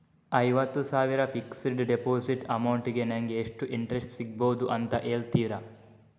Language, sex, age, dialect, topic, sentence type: Kannada, male, 18-24, Coastal/Dakshin, banking, question